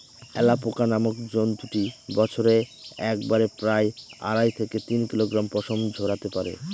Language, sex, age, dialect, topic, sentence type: Bengali, male, 18-24, Northern/Varendri, agriculture, statement